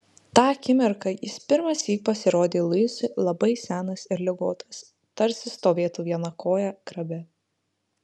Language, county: Lithuanian, Marijampolė